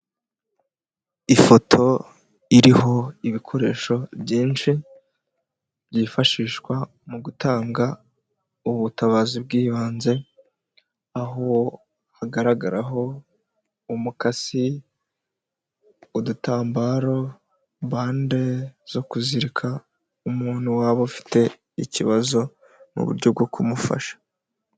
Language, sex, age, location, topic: Kinyarwanda, male, 18-24, Huye, health